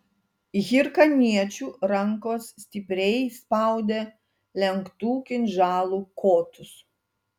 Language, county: Lithuanian, Telšiai